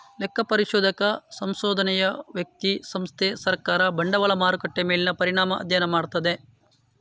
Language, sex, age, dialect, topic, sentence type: Kannada, male, 18-24, Coastal/Dakshin, banking, statement